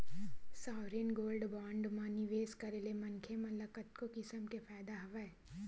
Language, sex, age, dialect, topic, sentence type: Chhattisgarhi, female, 60-100, Western/Budati/Khatahi, banking, statement